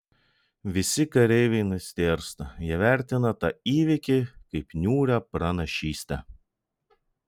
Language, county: Lithuanian, Vilnius